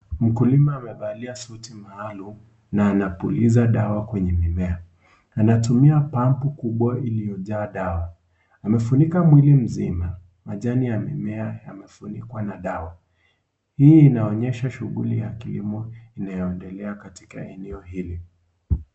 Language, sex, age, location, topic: Swahili, male, 18-24, Kisii, health